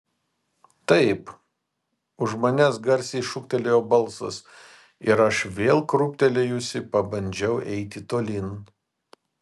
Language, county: Lithuanian, Vilnius